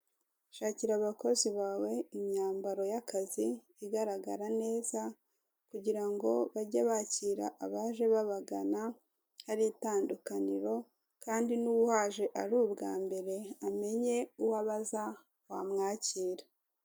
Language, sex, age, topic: Kinyarwanda, female, 36-49, finance